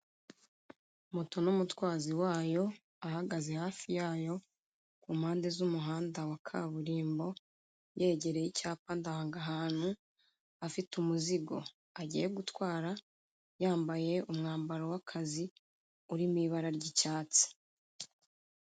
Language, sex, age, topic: Kinyarwanda, female, 25-35, finance